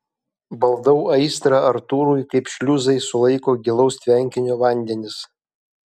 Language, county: Lithuanian, Kaunas